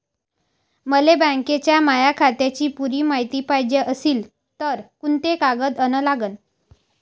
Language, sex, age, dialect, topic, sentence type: Marathi, female, 18-24, Varhadi, banking, question